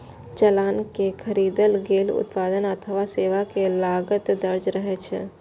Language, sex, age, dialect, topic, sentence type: Maithili, female, 18-24, Eastern / Thethi, banking, statement